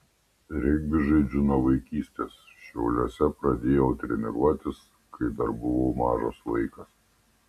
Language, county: Lithuanian, Panevėžys